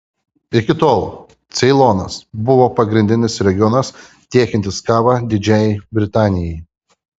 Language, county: Lithuanian, Kaunas